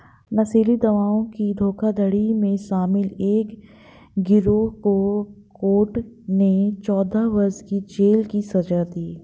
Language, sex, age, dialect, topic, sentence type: Hindi, female, 18-24, Marwari Dhudhari, banking, statement